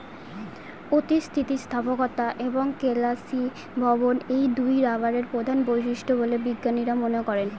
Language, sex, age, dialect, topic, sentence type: Bengali, female, 18-24, Northern/Varendri, agriculture, statement